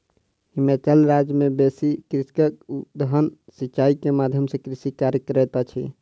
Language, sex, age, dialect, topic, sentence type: Maithili, male, 46-50, Southern/Standard, agriculture, statement